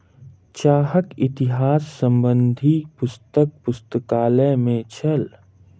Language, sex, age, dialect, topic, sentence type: Maithili, male, 25-30, Southern/Standard, agriculture, statement